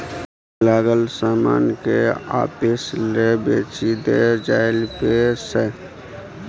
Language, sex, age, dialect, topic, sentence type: Maithili, male, 25-30, Bajjika, banking, statement